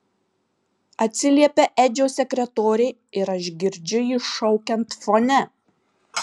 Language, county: Lithuanian, Marijampolė